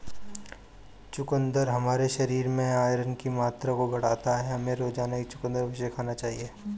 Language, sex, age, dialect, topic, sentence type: Hindi, male, 25-30, Marwari Dhudhari, agriculture, statement